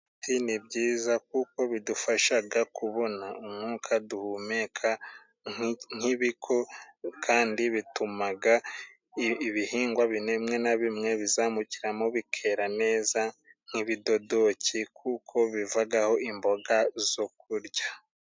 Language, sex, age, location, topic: Kinyarwanda, male, 25-35, Musanze, agriculture